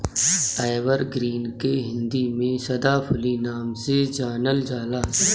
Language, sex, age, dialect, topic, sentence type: Bhojpuri, male, 31-35, Northern, agriculture, statement